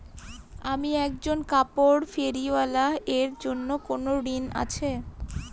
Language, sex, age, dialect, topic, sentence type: Bengali, female, 18-24, Northern/Varendri, banking, question